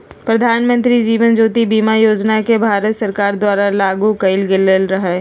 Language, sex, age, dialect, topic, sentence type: Magahi, female, 51-55, Western, banking, statement